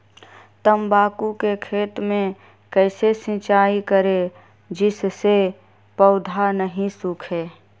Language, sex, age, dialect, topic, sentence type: Magahi, female, 31-35, Western, agriculture, question